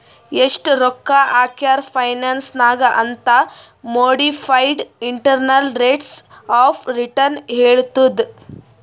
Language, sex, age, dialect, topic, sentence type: Kannada, female, 18-24, Northeastern, banking, statement